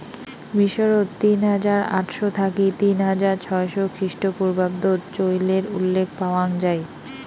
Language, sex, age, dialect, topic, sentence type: Bengali, female, 18-24, Rajbangshi, agriculture, statement